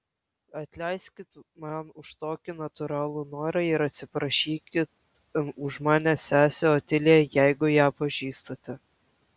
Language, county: Lithuanian, Kaunas